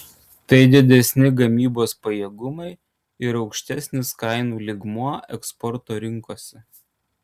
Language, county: Lithuanian, Kaunas